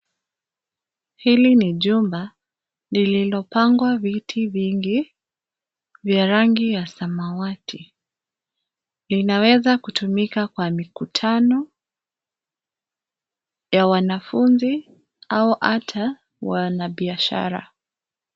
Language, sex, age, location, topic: Swahili, female, 25-35, Nairobi, education